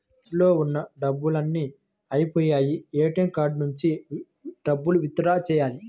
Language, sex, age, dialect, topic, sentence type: Telugu, male, 25-30, Central/Coastal, banking, statement